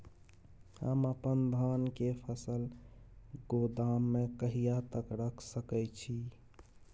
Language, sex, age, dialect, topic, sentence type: Maithili, male, 18-24, Bajjika, agriculture, question